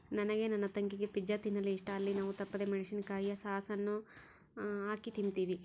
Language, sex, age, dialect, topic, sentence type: Kannada, female, 18-24, Central, agriculture, statement